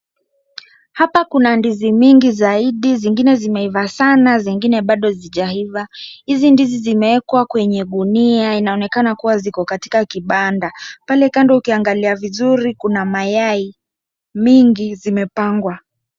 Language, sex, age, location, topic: Swahili, male, 18-24, Wajir, finance